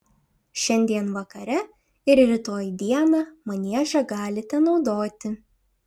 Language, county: Lithuanian, Šiauliai